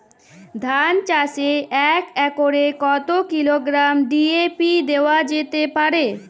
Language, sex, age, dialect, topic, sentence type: Bengali, female, 18-24, Jharkhandi, agriculture, question